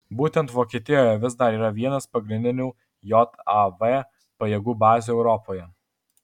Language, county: Lithuanian, Alytus